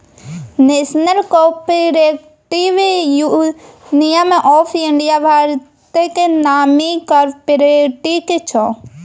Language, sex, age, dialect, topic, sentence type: Maithili, female, 25-30, Bajjika, agriculture, statement